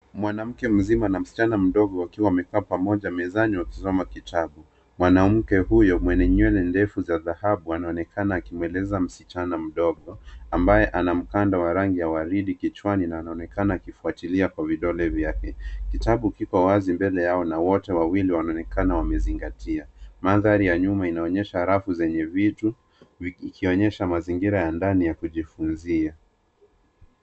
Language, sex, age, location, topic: Swahili, male, 25-35, Nairobi, education